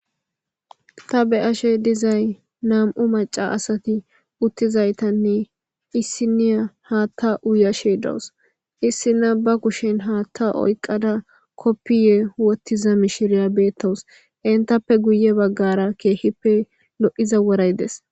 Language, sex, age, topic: Gamo, female, 18-24, government